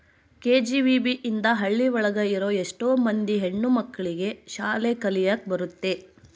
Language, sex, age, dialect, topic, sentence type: Kannada, female, 60-100, Central, banking, statement